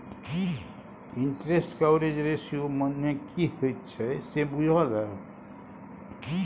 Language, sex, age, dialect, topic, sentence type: Maithili, male, 60-100, Bajjika, banking, statement